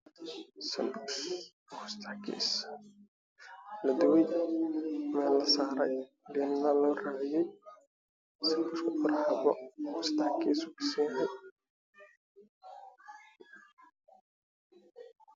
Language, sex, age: Somali, male, 18-24